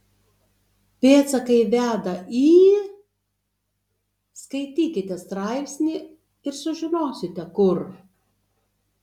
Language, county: Lithuanian, Tauragė